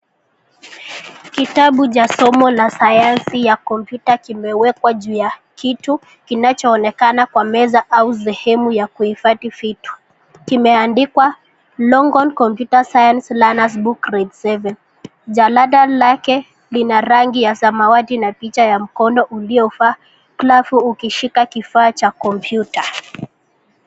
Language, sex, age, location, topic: Swahili, female, 18-24, Nakuru, education